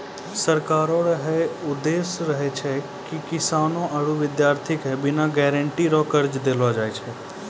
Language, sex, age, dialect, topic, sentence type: Maithili, male, 25-30, Angika, banking, statement